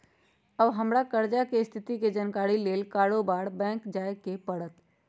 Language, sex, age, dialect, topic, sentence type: Magahi, female, 56-60, Western, banking, statement